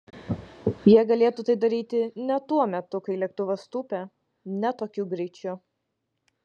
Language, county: Lithuanian, Vilnius